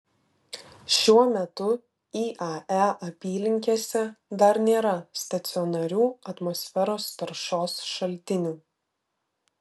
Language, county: Lithuanian, Vilnius